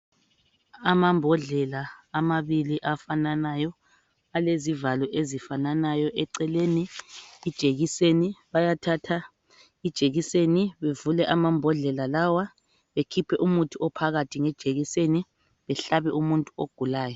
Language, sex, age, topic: North Ndebele, female, 25-35, health